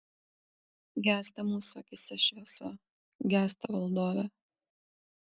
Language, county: Lithuanian, Kaunas